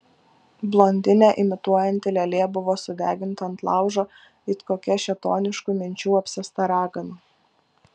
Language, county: Lithuanian, Kaunas